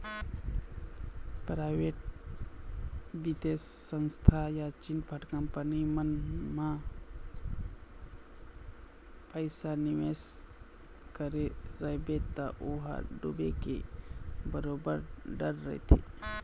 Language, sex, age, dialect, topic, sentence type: Chhattisgarhi, male, 25-30, Eastern, banking, statement